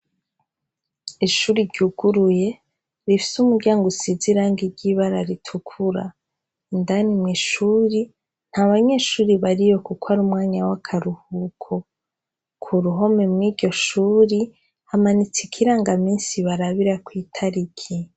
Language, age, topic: Rundi, 25-35, education